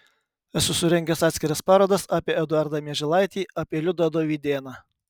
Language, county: Lithuanian, Kaunas